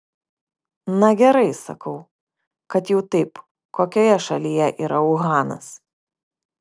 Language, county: Lithuanian, Kaunas